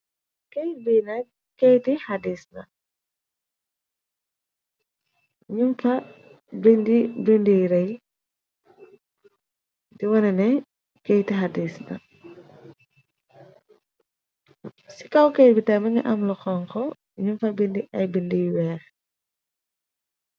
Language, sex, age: Wolof, female, 25-35